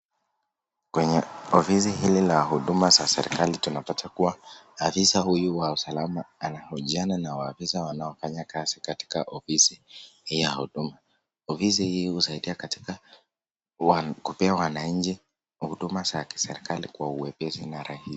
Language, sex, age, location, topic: Swahili, male, 18-24, Nakuru, government